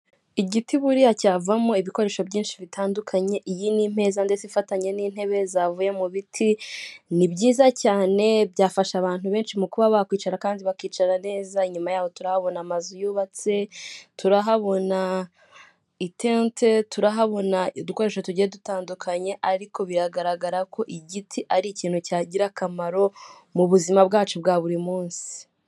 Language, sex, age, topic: Kinyarwanda, female, 18-24, finance